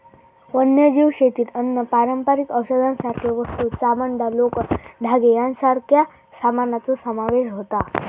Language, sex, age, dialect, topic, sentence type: Marathi, female, 36-40, Southern Konkan, agriculture, statement